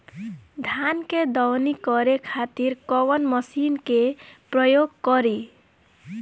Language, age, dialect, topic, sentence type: Bhojpuri, 18-24, Southern / Standard, agriculture, question